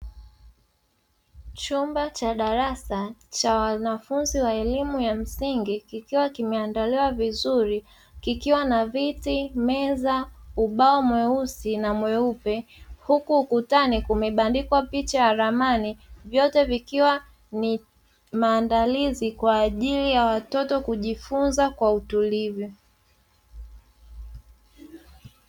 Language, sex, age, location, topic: Swahili, male, 25-35, Dar es Salaam, education